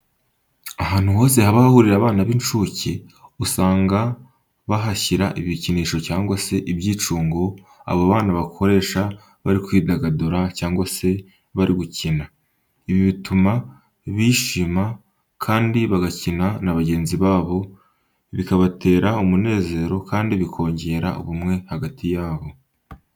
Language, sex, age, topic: Kinyarwanda, male, 18-24, education